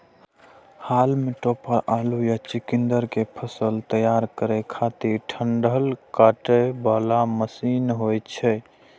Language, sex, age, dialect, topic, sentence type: Maithili, male, 60-100, Eastern / Thethi, agriculture, statement